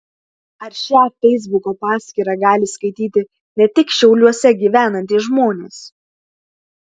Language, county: Lithuanian, Klaipėda